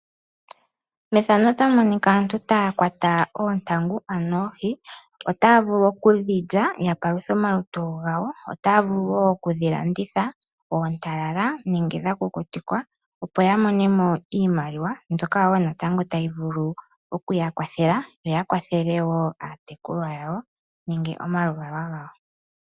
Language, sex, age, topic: Oshiwambo, female, 25-35, agriculture